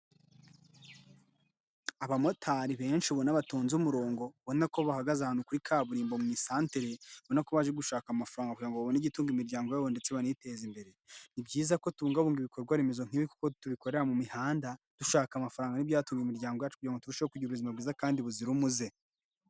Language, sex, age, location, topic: Kinyarwanda, male, 18-24, Nyagatare, finance